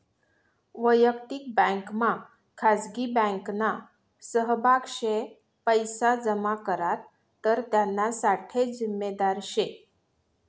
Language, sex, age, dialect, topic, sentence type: Marathi, female, 41-45, Northern Konkan, banking, statement